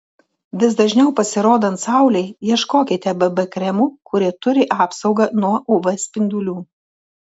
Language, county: Lithuanian, Telšiai